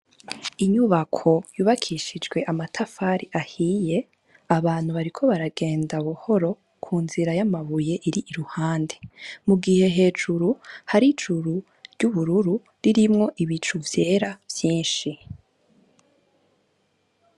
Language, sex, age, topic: Rundi, female, 18-24, education